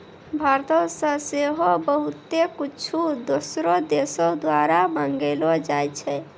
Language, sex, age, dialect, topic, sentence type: Maithili, male, 18-24, Angika, banking, statement